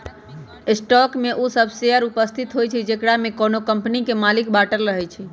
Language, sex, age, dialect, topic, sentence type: Magahi, male, 31-35, Western, banking, statement